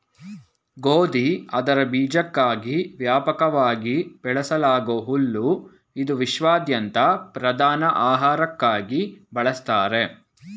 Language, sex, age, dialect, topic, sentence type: Kannada, male, 18-24, Mysore Kannada, agriculture, statement